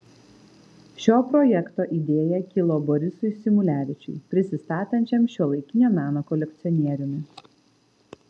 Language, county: Lithuanian, Vilnius